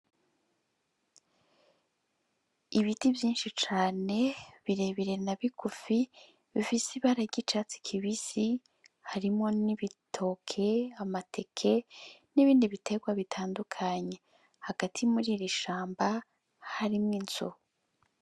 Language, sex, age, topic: Rundi, female, 25-35, agriculture